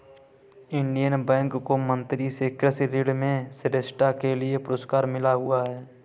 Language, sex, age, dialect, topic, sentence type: Hindi, male, 18-24, Kanauji Braj Bhasha, banking, statement